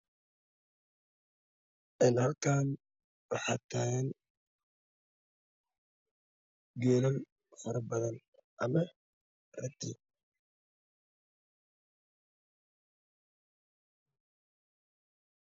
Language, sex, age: Somali, male, 25-35